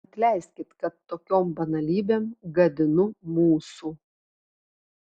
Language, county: Lithuanian, Telšiai